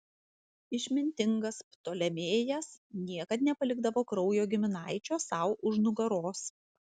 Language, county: Lithuanian, Vilnius